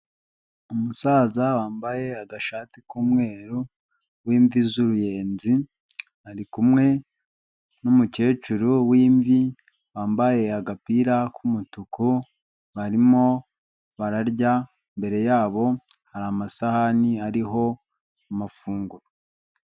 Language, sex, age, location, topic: Kinyarwanda, male, 25-35, Huye, health